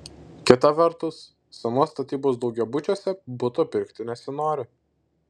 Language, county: Lithuanian, Šiauliai